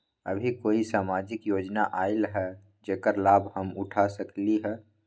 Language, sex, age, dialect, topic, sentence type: Magahi, male, 18-24, Western, banking, question